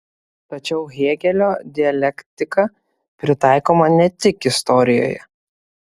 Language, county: Lithuanian, Kaunas